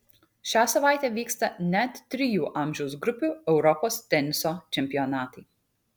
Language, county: Lithuanian, Kaunas